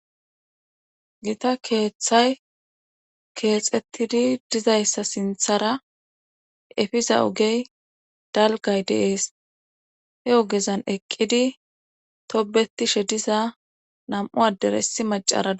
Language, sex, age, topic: Gamo, female, 25-35, government